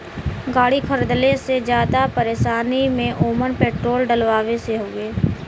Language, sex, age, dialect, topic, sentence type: Bhojpuri, female, 18-24, Western, agriculture, statement